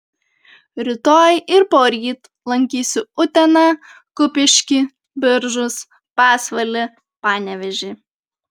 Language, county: Lithuanian, Panevėžys